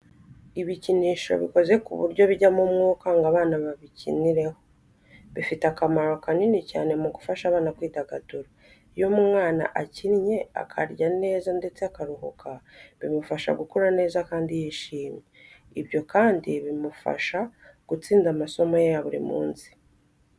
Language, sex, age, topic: Kinyarwanda, female, 25-35, education